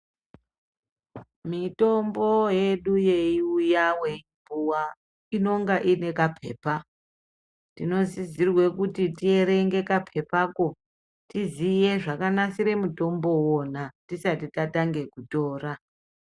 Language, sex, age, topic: Ndau, male, 25-35, health